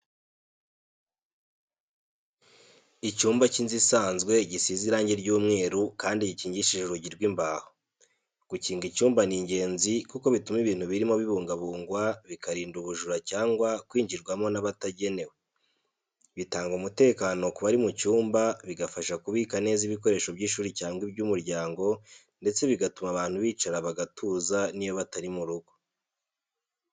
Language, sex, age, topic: Kinyarwanda, male, 18-24, education